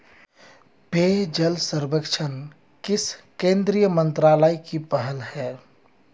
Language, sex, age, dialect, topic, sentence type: Hindi, male, 31-35, Hindustani Malvi Khadi Boli, banking, question